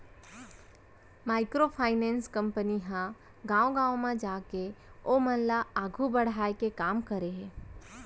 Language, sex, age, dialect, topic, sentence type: Chhattisgarhi, female, 25-30, Central, banking, statement